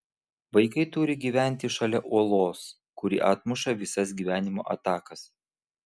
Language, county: Lithuanian, Vilnius